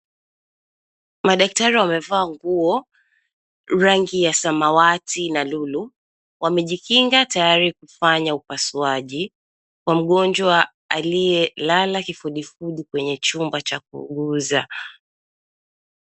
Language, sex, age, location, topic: Swahili, female, 25-35, Mombasa, health